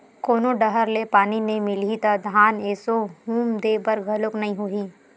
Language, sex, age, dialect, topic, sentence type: Chhattisgarhi, female, 18-24, Western/Budati/Khatahi, agriculture, statement